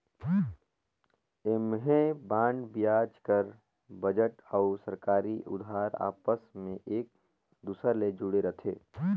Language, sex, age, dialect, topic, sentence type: Chhattisgarhi, male, 18-24, Northern/Bhandar, banking, statement